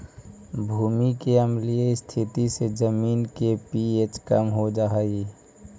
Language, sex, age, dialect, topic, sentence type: Magahi, male, 56-60, Central/Standard, banking, statement